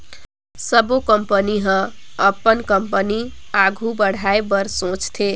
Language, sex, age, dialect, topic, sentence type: Chhattisgarhi, female, 18-24, Northern/Bhandar, banking, statement